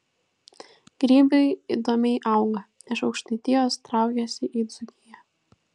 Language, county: Lithuanian, Vilnius